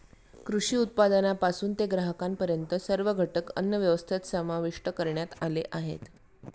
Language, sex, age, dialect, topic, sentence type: Marathi, female, 36-40, Standard Marathi, agriculture, statement